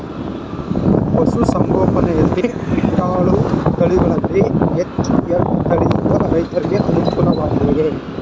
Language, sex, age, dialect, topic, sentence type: Kannada, male, 41-45, Mysore Kannada, agriculture, question